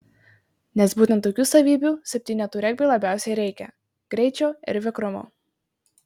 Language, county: Lithuanian, Marijampolė